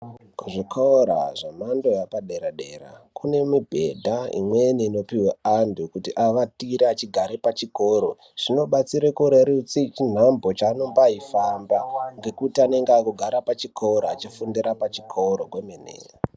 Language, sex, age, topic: Ndau, male, 18-24, education